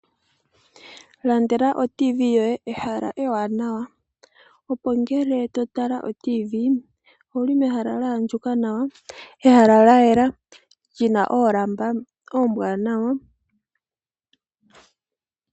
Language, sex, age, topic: Oshiwambo, male, 18-24, finance